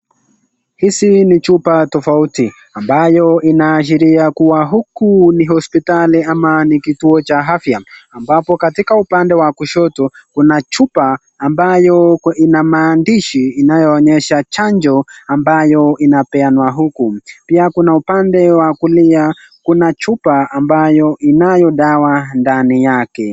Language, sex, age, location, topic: Swahili, male, 18-24, Nakuru, health